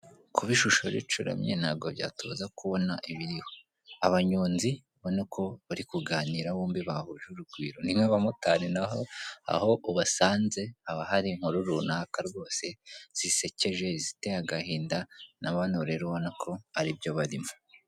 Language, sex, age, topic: Kinyarwanda, female, 25-35, government